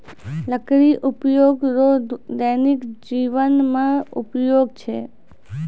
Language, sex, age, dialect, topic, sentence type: Maithili, female, 56-60, Angika, agriculture, statement